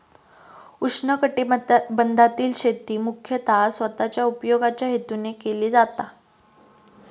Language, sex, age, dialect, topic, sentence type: Marathi, female, 18-24, Southern Konkan, agriculture, statement